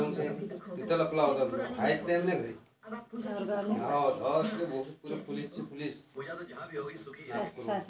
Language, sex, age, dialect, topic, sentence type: Marathi, male, 46-50, Varhadi, banking, question